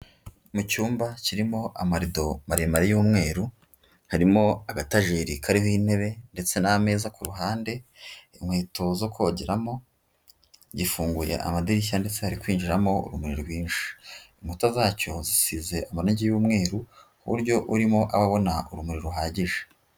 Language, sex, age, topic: Kinyarwanda, female, 25-35, education